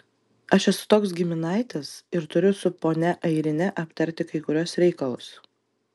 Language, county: Lithuanian, Panevėžys